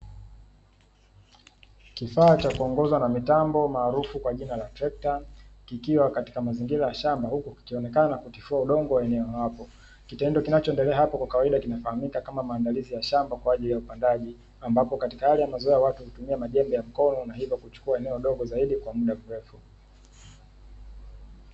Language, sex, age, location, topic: Swahili, male, 18-24, Dar es Salaam, agriculture